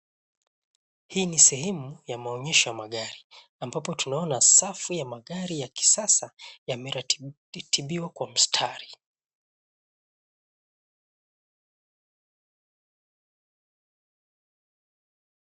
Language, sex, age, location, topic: Swahili, male, 25-35, Nairobi, finance